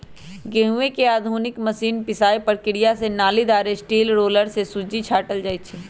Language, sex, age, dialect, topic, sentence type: Magahi, female, 31-35, Western, agriculture, statement